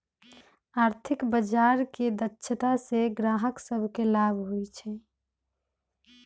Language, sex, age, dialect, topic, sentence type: Magahi, female, 25-30, Western, banking, statement